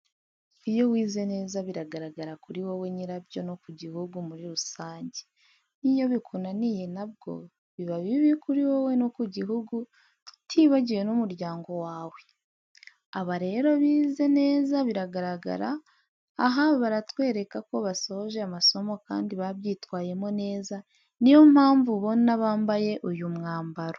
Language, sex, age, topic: Kinyarwanda, female, 25-35, education